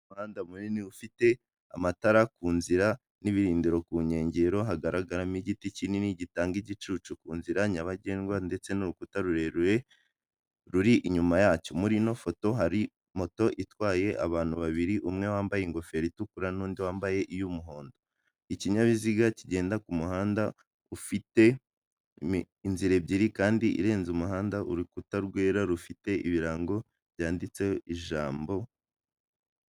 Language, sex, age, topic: Kinyarwanda, male, 18-24, government